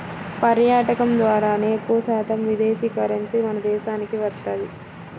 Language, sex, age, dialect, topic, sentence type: Telugu, female, 25-30, Central/Coastal, banking, statement